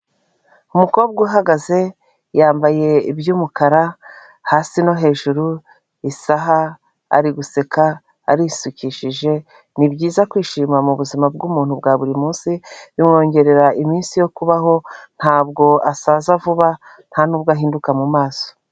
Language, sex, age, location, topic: Kinyarwanda, female, 36-49, Kigali, finance